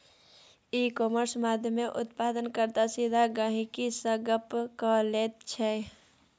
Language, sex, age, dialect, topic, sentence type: Maithili, male, 36-40, Bajjika, agriculture, statement